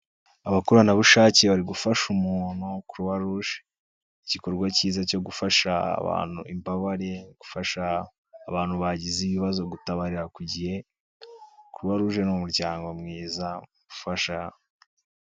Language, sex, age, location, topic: Kinyarwanda, male, 18-24, Kigali, health